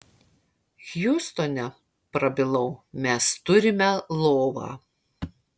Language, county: Lithuanian, Marijampolė